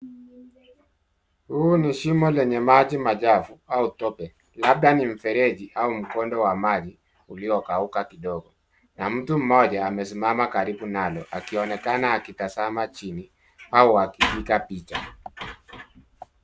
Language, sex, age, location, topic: Swahili, male, 50+, Nairobi, government